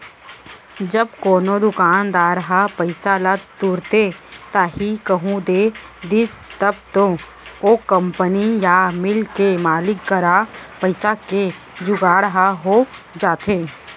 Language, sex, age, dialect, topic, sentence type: Chhattisgarhi, female, 25-30, Central, banking, statement